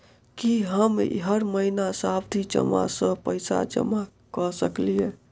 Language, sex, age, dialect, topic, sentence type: Maithili, male, 18-24, Southern/Standard, banking, question